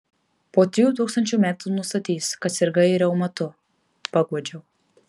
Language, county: Lithuanian, Marijampolė